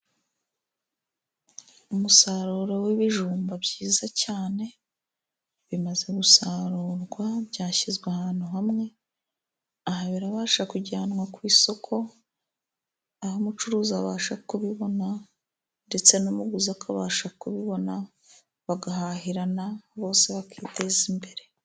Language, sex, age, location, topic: Kinyarwanda, female, 36-49, Musanze, agriculture